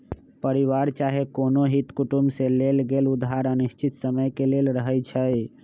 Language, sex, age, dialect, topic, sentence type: Magahi, male, 25-30, Western, banking, statement